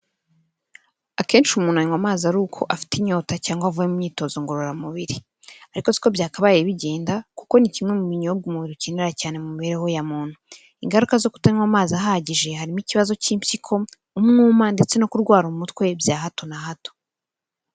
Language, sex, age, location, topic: Kinyarwanda, female, 18-24, Kigali, health